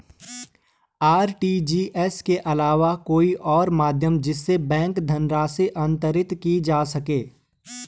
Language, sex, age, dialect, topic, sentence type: Hindi, male, 18-24, Garhwali, banking, question